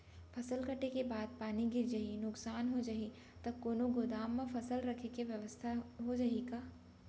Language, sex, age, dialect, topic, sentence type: Chhattisgarhi, female, 31-35, Central, agriculture, question